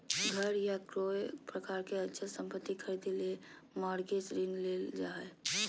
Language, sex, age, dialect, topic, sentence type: Magahi, female, 31-35, Southern, banking, statement